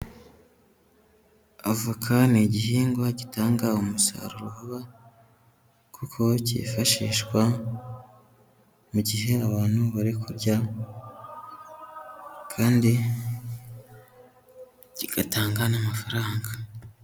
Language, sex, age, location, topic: Kinyarwanda, male, 18-24, Huye, agriculture